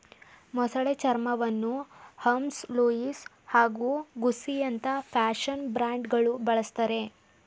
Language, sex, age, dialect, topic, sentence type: Kannada, male, 18-24, Mysore Kannada, agriculture, statement